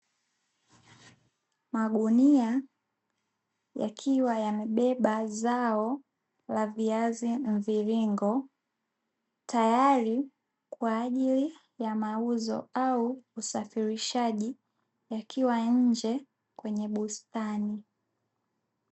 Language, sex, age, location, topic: Swahili, female, 18-24, Dar es Salaam, agriculture